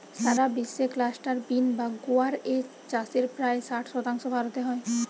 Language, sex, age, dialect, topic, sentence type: Bengali, female, 18-24, Western, agriculture, statement